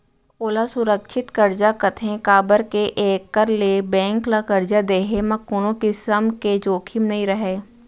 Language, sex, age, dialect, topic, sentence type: Chhattisgarhi, female, 18-24, Central, banking, statement